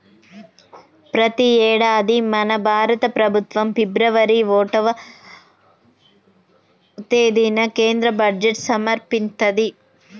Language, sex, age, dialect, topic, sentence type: Telugu, female, 31-35, Telangana, banking, statement